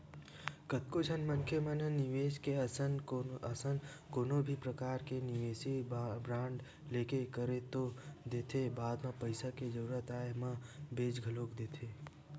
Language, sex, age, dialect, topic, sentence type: Chhattisgarhi, male, 18-24, Western/Budati/Khatahi, banking, statement